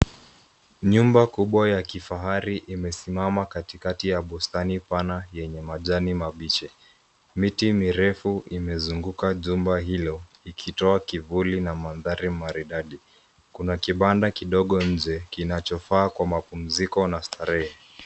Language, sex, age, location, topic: Swahili, male, 25-35, Nairobi, finance